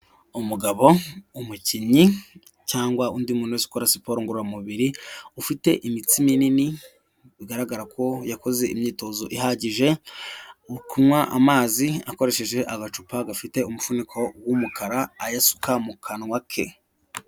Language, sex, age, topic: Kinyarwanda, male, 18-24, health